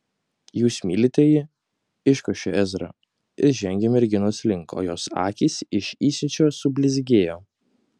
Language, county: Lithuanian, Kaunas